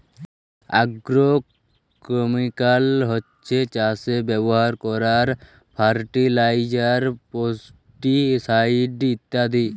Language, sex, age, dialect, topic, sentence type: Bengali, male, 18-24, Jharkhandi, agriculture, statement